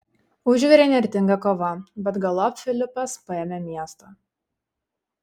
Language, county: Lithuanian, Šiauliai